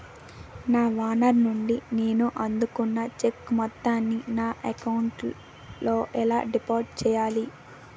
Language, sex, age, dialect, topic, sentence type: Telugu, female, 18-24, Utterandhra, banking, question